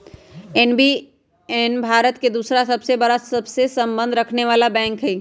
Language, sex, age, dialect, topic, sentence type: Magahi, female, 31-35, Western, banking, statement